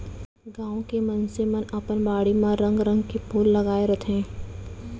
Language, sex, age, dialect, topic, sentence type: Chhattisgarhi, female, 25-30, Central, agriculture, statement